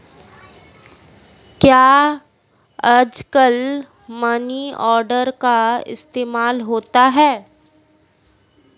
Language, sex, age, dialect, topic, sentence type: Hindi, female, 18-24, Marwari Dhudhari, banking, question